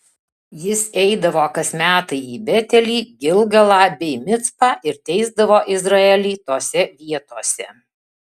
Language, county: Lithuanian, Alytus